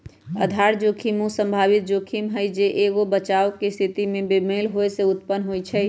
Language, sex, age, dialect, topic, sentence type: Magahi, male, 18-24, Western, banking, statement